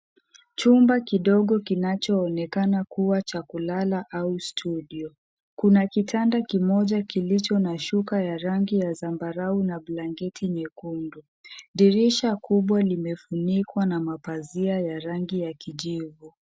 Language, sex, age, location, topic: Swahili, male, 18-24, Nairobi, education